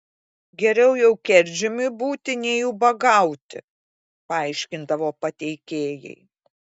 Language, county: Lithuanian, Klaipėda